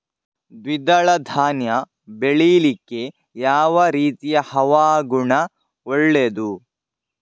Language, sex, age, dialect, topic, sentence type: Kannada, male, 51-55, Coastal/Dakshin, agriculture, question